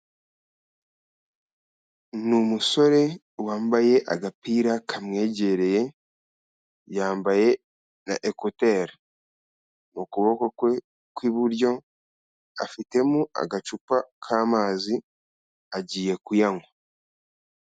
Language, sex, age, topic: Kinyarwanda, male, 25-35, health